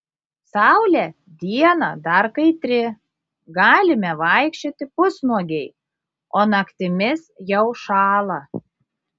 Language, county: Lithuanian, Šiauliai